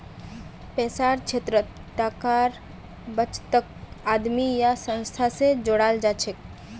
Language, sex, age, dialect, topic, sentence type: Magahi, female, 25-30, Northeastern/Surjapuri, banking, statement